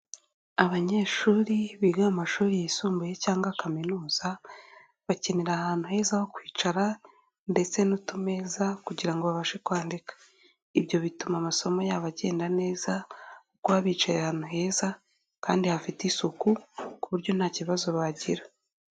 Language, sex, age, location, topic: Kinyarwanda, female, 18-24, Kigali, education